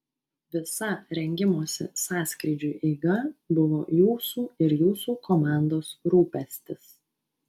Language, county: Lithuanian, Vilnius